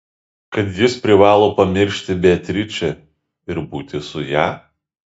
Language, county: Lithuanian, Šiauliai